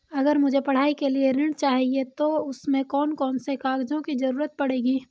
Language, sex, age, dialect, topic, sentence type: Hindi, female, 18-24, Hindustani Malvi Khadi Boli, banking, question